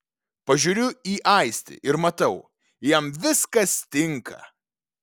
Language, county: Lithuanian, Vilnius